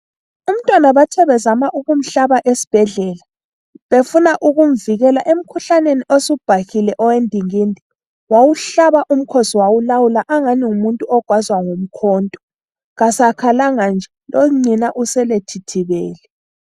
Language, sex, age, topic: North Ndebele, female, 25-35, health